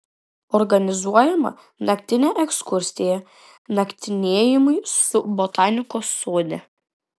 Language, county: Lithuanian, Vilnius